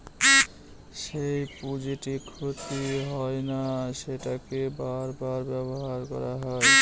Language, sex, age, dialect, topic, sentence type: Bengali, male, 25-30, Northern/Varendri, banking, statement